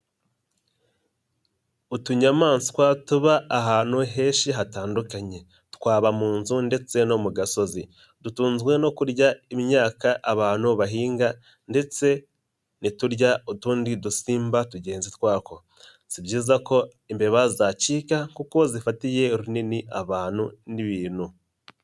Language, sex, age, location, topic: Kinyarwanda, male, 25-35, Nyagatare, agriculture